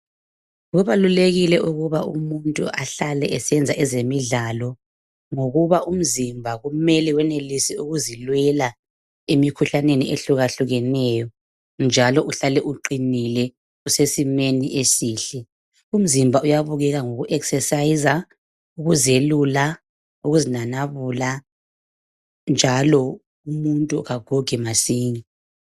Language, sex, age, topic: North Ndebele, female, 25-35, health